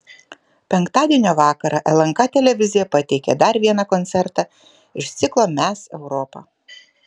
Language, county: Lithuanian, Kaunas